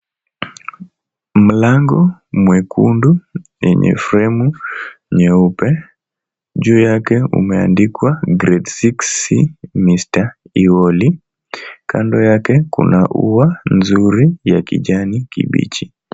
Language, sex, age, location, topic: Swahili, male, 18-24, Mombasa, education